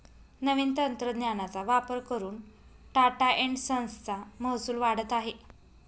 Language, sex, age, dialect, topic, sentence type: Marathi, female, 25-30, Northern Konkan, banking, statement